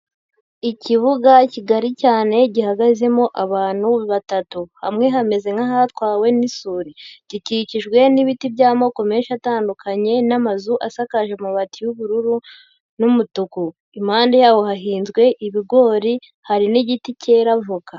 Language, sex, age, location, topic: Kinyarwanda, female, 18-24, Huye, agriculture